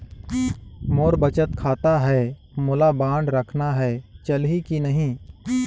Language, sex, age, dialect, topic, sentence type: Chhattisgarhi, male, 18-24, Northern/Bhandar, banking, question